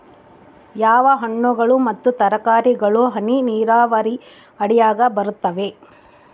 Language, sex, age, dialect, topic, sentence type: Kannada, female, 56-60, Central, agriculture, question